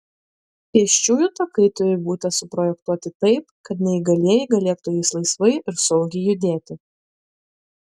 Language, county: Lithuanian, Klaipėda